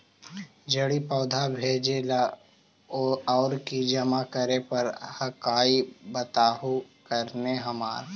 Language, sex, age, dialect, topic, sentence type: Magahi, male, 18-24, Central/Standard, banking, question